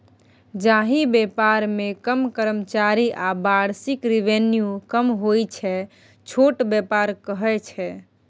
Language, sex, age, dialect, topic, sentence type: Maithili, female, 18-24, Bajjika, banking, statement